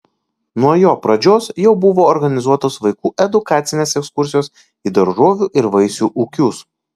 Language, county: Lithuanian, Kaunas